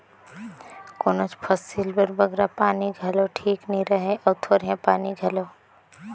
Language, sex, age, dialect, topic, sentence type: Chhattisgarhi, female, 25-30, Northern/Bhandar, agriculture, statement